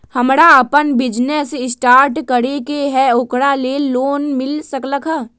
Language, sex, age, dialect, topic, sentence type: Magahi, female, 18-24, Western, banking, question